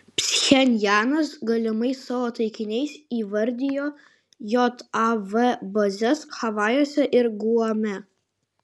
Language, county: Lithuanian, Kaunas